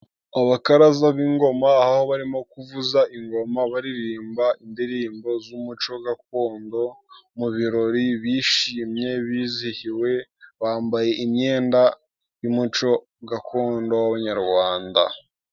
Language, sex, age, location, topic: Kinyarwanda, male, 18-24, Musanze, government